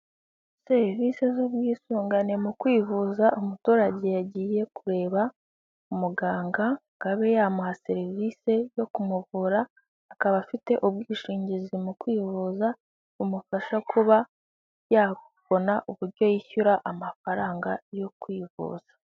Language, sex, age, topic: Kinyarwanda, female, 18-24, finance